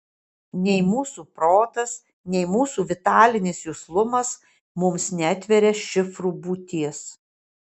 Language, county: Lithuanian, Kaunas